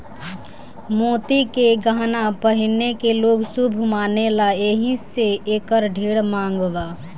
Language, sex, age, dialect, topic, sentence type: Bhojpuri, female, <18, Southern / Standard, agriculture, statement